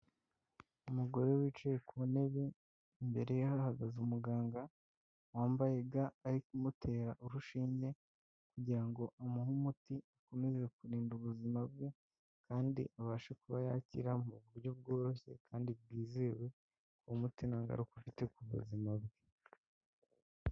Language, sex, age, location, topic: Kinyarwanda, male, 25-35, Kigali, health